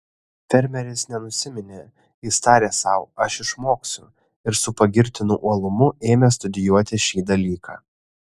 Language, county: Lithuanian, Kaunas